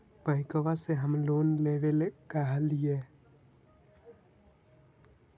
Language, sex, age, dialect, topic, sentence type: Magahi, male, 56-60, Central/Standard, banking, question